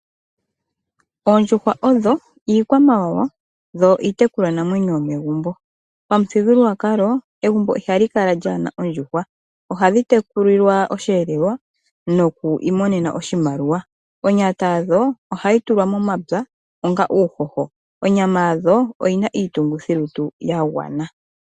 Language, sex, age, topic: Oshiwambo, female, 25-35, agriculture